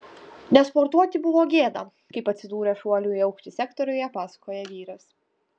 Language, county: Lithuanian, Utena